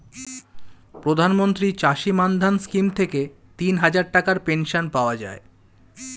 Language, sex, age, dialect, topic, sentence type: Bengali, male, 25-30, Standard Colloquial, agriculture, statement